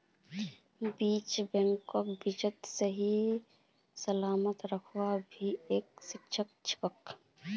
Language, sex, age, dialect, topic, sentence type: Magahi, female, 18-24, Northeastern/Surjapuri, agriculture, statement